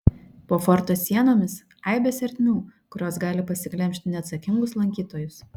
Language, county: Lithuanian, Šiauliai